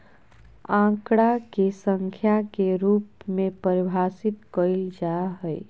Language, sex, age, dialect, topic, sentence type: Magahi, female, 41-45, Southern, banking, statement